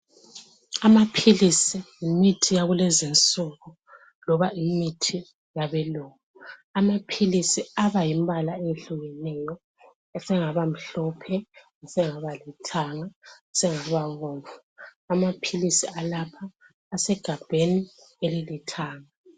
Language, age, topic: North Ndebele, 36-49, health